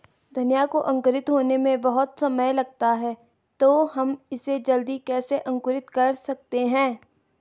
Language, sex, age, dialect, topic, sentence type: Hindi, female, 18-24, Garhwali, agriculture, question